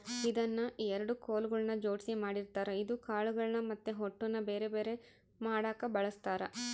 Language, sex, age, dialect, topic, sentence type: Kannada, female, 25-30, Central, agriculture, statement